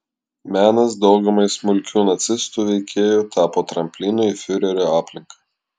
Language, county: Lithuanian, Klaipėda